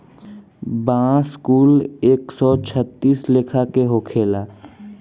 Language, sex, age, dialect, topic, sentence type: Bhojpuri, male, <18, Southern / Standard, agriculture, statement